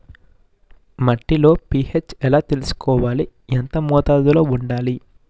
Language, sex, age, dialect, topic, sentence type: Telugu, male, 41-45, Utterandhra, agriculture, question